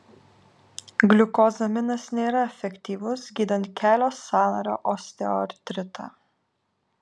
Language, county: Lithuanian, Alytus